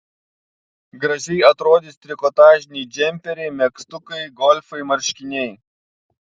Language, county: Lithuanian, Panevėžys